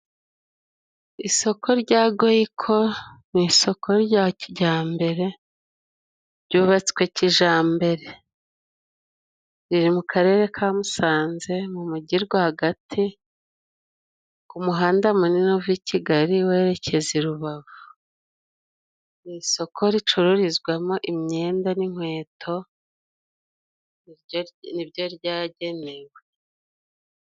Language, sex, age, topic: Kinyarwanda, female, 36-49, finance